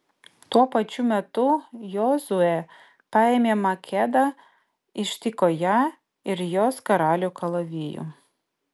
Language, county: Lithuanian, Vilnius